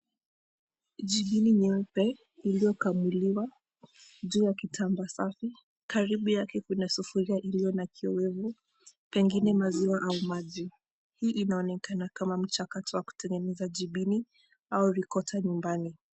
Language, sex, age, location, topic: Swahili, female, 18-24, Mombasa, agriculture